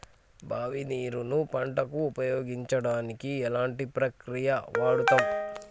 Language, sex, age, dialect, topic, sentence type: Telugu, female, 25-30, Telangana, agriculture, question